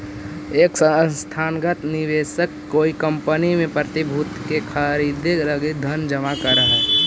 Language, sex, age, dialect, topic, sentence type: Magahi, male, 18-24, Central/Standard, banking, statement